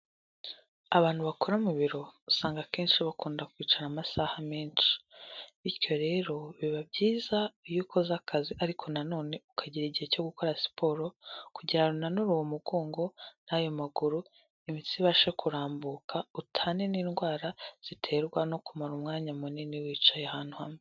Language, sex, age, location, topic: Kinyarwanda, female, 18-24, Kigali, health